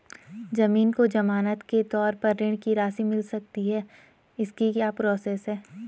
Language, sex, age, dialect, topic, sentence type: Hindi, female, 18-24, Garhwali, banking, question